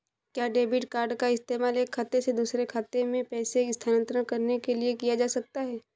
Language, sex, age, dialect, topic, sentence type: Hindi, female, 18-24, Awadhi Bundeli, banking, question